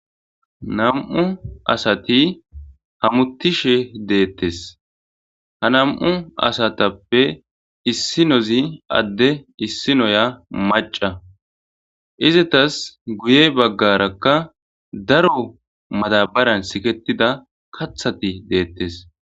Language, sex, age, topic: Gamo, male, 25-35, agriculture